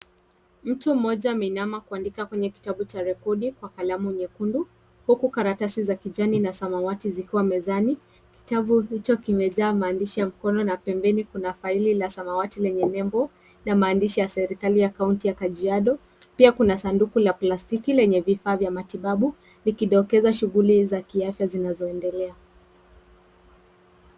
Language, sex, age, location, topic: Swahili, female, 36-49, Nairobi, health